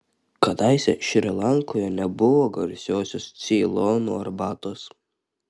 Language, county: Lithuanian, Kaunas